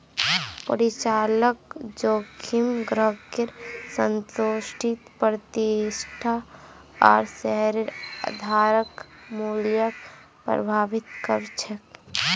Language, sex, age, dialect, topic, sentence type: Magahi, female, 41-45, Northeastern/Surjapuri, banking, statement